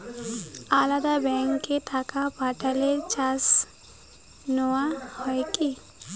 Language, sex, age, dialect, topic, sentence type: Bengali, female, 18-24, Rajbangshi, banking, question